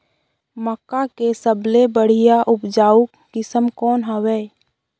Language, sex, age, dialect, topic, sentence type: Chhattisgarhi, female, 18-24, Northern/Bhandar, agriculture, question